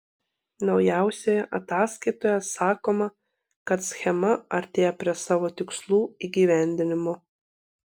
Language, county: Lithuanian, Panevėžys